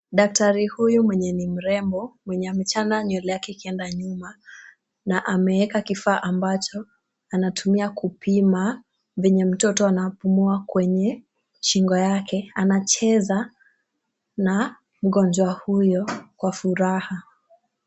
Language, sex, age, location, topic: Swahili, female, 36-49, Kisumu, health